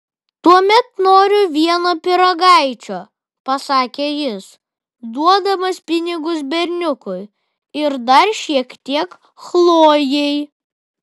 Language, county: Lithuanian, Vilnius